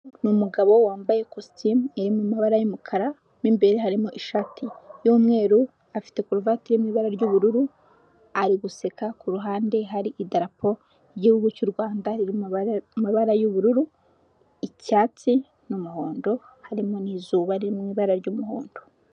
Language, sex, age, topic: Kinyarwanda, female, 18-24, government